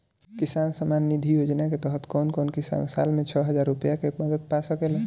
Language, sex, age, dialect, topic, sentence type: Bhojpuri, male, 18-24, Northern, agriculture, question